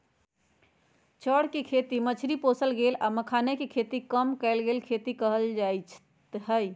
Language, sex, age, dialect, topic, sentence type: Magahi, female, 56-60, Western, agriculture, statement